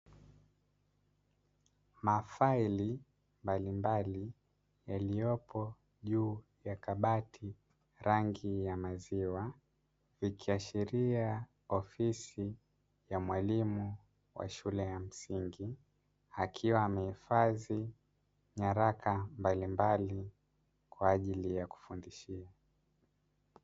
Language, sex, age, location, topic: Swahili, male, 18-24, Dar es Salaam, education